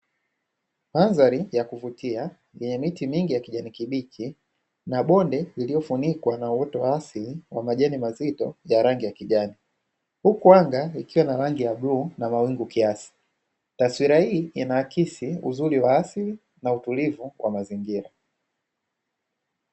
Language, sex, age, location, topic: Swahili, male, 25-35, Dar es Salaam, agriculture